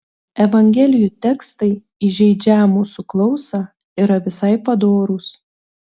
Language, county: Lithuanian, Telšiai